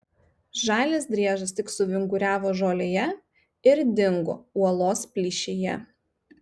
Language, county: Lithuanian, Marijampolė